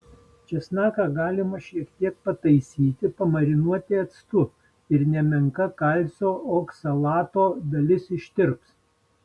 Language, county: Lithuanian, Vilnius